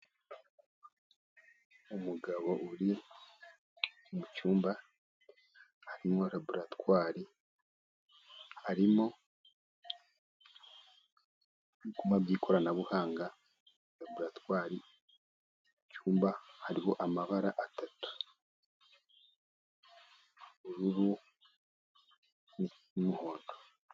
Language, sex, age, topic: Kinyarwanda, male, 50+, education